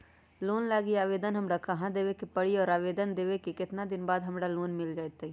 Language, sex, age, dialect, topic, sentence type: Magahi, female, 31-35, Western, banking, question